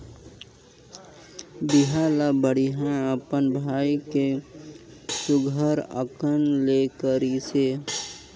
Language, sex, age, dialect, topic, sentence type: Chhattisgarhi, male, 56-60, Northern/Bhandar, banking, statement